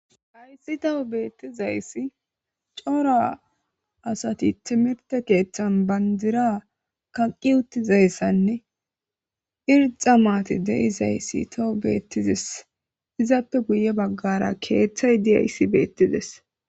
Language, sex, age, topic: Gamo, male, 25-35, government